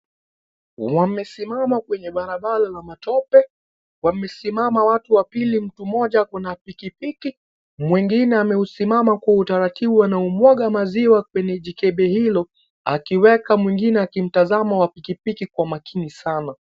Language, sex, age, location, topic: Swahili, male, 18-24, Kisii, agriculture